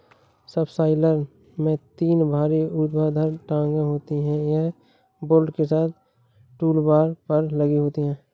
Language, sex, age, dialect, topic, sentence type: Hindi, male, 18-24, Awadhi Bundeli, agriculture, statement